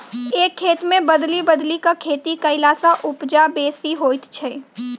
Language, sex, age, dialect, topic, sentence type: Maithili, female, 46-50, Southern/Standard, agriculture, statement